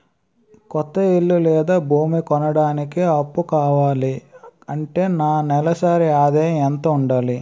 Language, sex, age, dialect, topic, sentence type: Telugu, male, 18-24, Utterandhra, banking, question